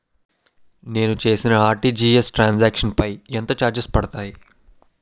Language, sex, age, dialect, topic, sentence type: Telugu, male, 18-24, Utterandhra, banking, question